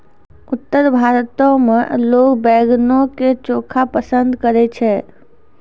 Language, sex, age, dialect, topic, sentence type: Maithili, female, 25-30, Angika, agriculture, statement